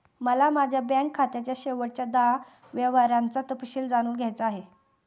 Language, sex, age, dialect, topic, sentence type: Marathi, female, 18-24, Standard Marathi, banking, statement